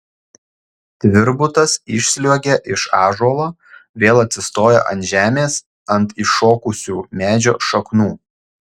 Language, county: Lithuanian, Šiauliai